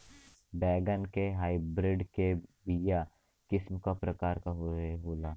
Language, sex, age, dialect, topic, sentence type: Bhojpuri, male, 18-24, Western, agriculture, question